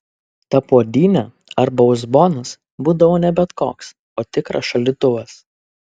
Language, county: Lithuanian, Kaunas